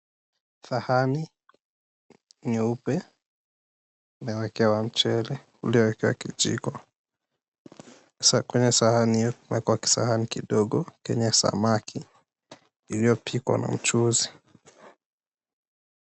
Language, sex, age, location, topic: Swahili, male, 18-24, Mombasa, agriculture